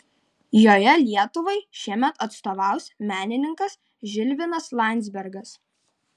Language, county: Lithuanian, Vilnius